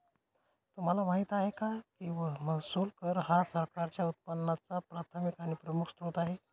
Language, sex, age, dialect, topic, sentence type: Marathi, male, 25-30, Northern Konkan, banking, statement